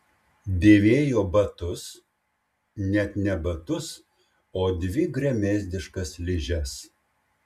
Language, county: Lithuanian, Šiauliai